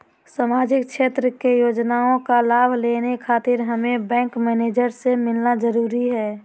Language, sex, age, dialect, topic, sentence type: Magahi, female, 18-24, Southern, banking, question